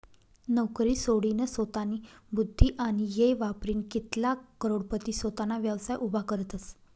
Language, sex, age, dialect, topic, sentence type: Marathi, female, 31-35, Northern Konkan, banking, statement